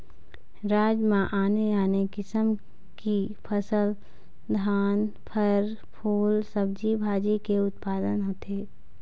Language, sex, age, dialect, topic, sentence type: Chhattisgarhi, female, 25-30, Eastern, agriculture, statement